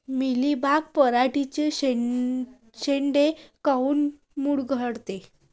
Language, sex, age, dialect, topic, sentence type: Marathi, female, 18-24, Varhadi, agriculture, question